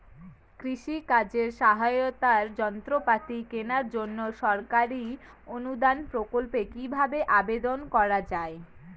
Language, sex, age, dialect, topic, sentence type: Bengali, female, 18-24, Rajbangshi, agriculture, question